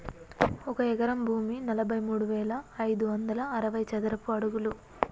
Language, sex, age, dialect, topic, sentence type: Telugu, female, 25-30, Telangana, agriculture, statement